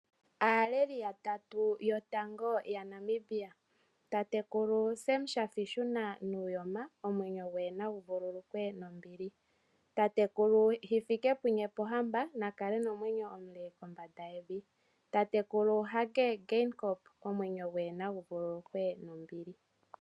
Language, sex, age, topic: Oshiwambo, female, 25-35, finance